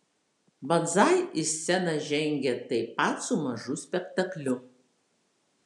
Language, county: Lithuanian, Vilnius